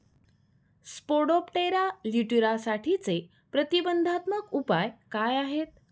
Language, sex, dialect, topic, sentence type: Marathi, female, Standard Marathi, agriculture, question